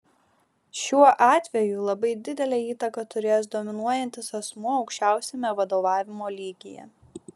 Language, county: Lithuanian, Šiauliai